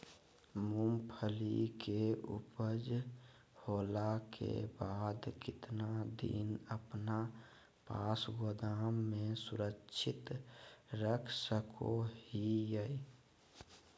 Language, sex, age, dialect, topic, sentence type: Magahi, male, 18-24, Southern, agriculture, question